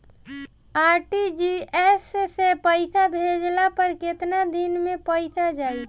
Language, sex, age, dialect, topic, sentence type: Bhojpuri, female, 18-24, Northern, banking, question